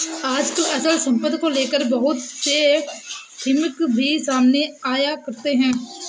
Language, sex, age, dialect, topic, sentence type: Hindi, female, 56-60, Awadhi Bundeli, banking, statement